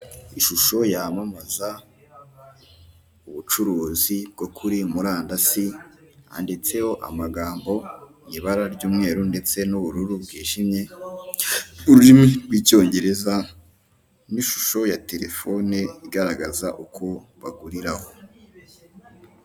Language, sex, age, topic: Kinyarwanda, male, 18-24, finance